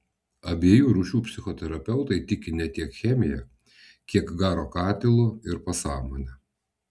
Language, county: Lithuanian, Vilnius